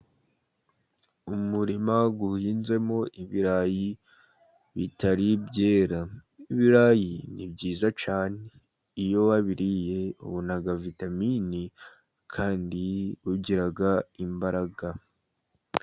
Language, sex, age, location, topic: Kinyarwanda, male, 50+, Musanze, agriculture